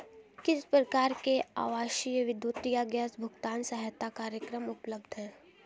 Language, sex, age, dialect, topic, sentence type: Hindi, female, 18-24, Hindustani Malvi Khadi Boli, banking, question